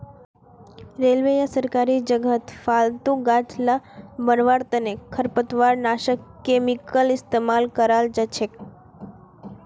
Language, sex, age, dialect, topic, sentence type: Magahi, female, 25-30, Northeastern/Surjapuri, agriculture, statement